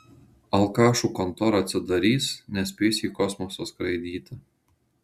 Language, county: Lithuanian, Marijampolė